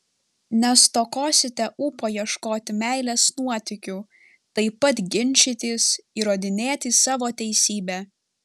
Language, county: Lithuanian, Panevėžys